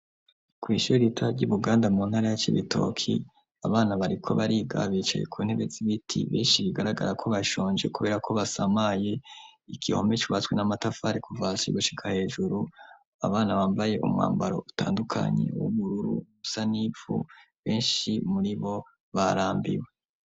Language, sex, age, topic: Rundi, male, 25-35, education